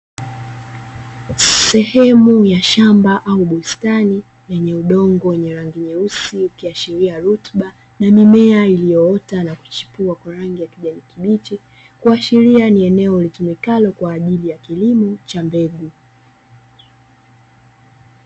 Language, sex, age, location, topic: Swahili, female, 18-24, Dar es Salaam, agriculture